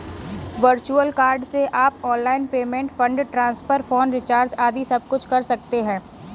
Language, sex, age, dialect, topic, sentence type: Hindi, female, 18-24, Kanauji Braj Bhasha, banking, statement